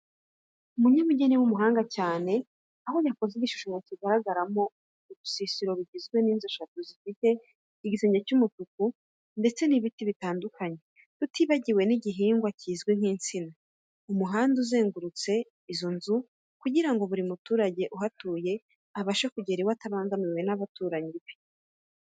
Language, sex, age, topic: Kinyarwanda, female, 25-35, education